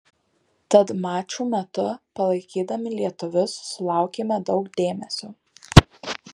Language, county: Lithuanian, Marijampolė